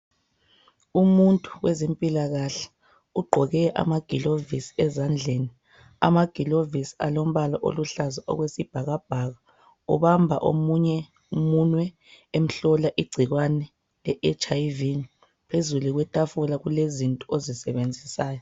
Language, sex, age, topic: North Ndebele, male, 36-49, health